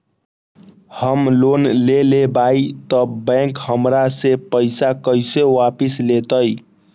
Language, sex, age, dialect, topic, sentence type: Magahi, male, 18-24, Western, banking, question